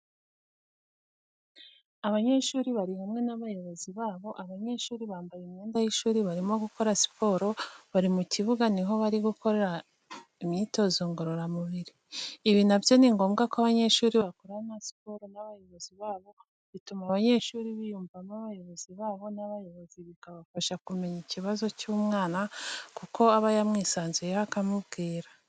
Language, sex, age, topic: Kinyarwanda, female, 25-35, education